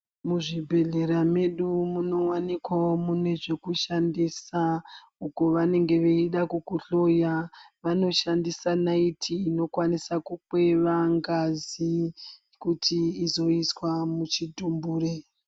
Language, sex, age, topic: Ndau, female, 36-49, health